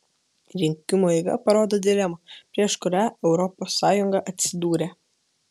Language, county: Lithuanian, Kaunas